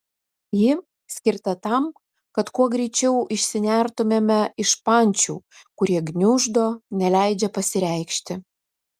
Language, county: Lithuanian, Utena